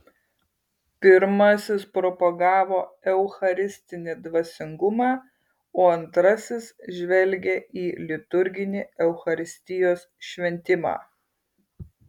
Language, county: Lithuanian, Kaunas